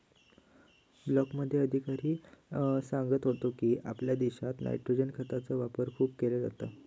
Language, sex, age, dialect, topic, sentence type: Marathi, male, 18-24, Southern Konkan, agriculture, statement